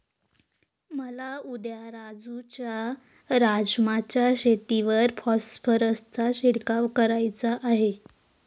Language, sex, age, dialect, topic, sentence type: Marathi, female, 18-24, Northern Konkan, agriculture, statement